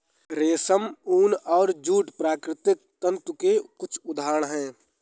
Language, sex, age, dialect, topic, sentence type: Hindi, male, 18-24, Awadhi Bundeli, agriculture, statement